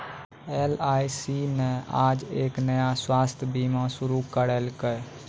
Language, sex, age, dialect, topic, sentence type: Maithili, male, 18-24, Angika, banking, statement